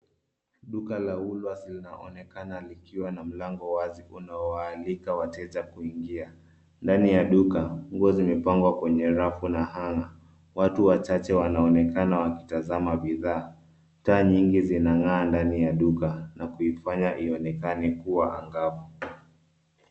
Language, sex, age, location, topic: Swahili, male, 25-35, Nairobi, finance